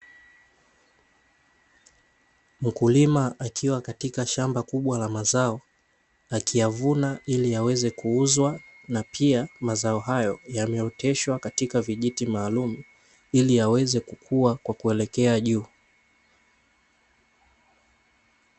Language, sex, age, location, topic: Swahili, male, 18-24, Dar es Salaam, agriculture